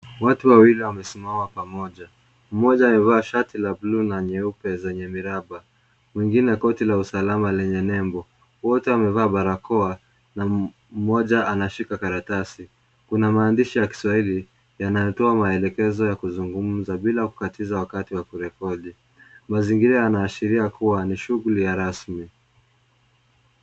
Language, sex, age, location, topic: Swahili, male, 18-24, Kisumu, government